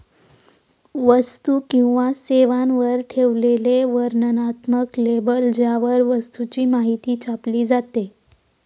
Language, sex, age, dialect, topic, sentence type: Marathi, female, 18-24, Northern Konkan, banking, statement